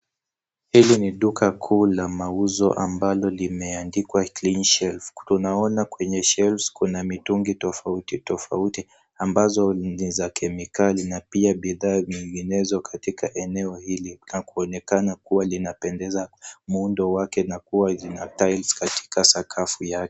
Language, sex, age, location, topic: Swahili, male, 18-24, Nairobi, finance